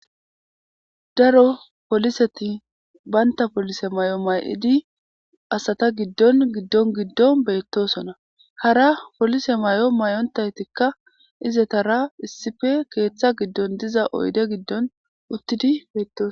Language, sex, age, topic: Gamo, female, 25-35, government